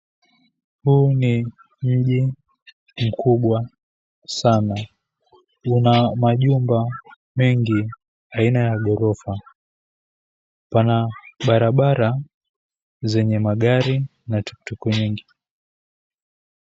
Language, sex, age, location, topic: Swahili, female, 18-24, Mombasa, government